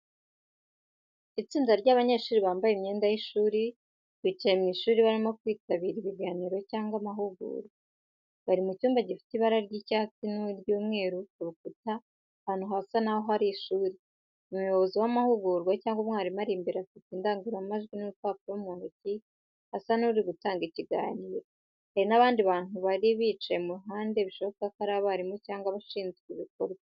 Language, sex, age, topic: Kinyarwanda, female, 18-24, education